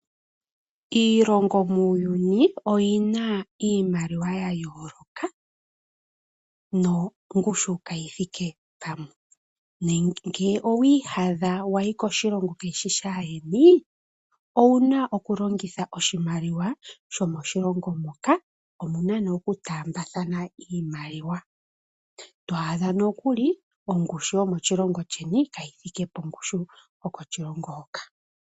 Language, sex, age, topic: Oshiwambo, female, 25-35, finance